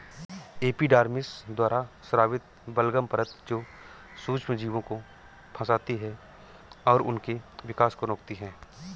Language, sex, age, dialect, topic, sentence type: Hindi, male, 46-50, Awadhi Bundeli, agriculture, statement